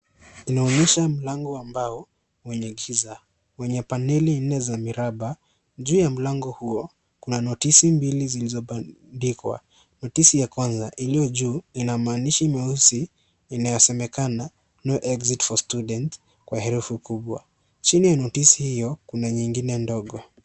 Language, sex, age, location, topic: Swahili, male, 25-35, Kisii, education